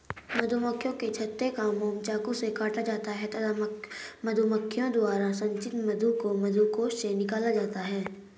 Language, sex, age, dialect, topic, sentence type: Hindi, female, 36-40, Hindustani Malvi Khadi Boli, agriculture, statement